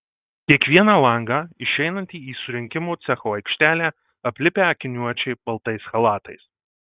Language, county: Lithuanian, Marijampolė